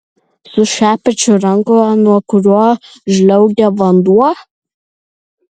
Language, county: Lithuanian, Vilnius